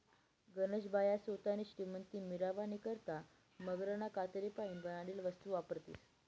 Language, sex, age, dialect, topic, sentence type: Marathi, female, 18-24, Northern Konkan, agriculture, statement